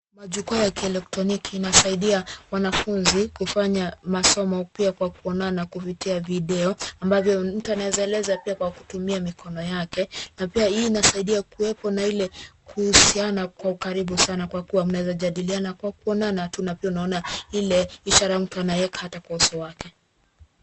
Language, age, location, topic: Swahili, 25-35, Nairobi, education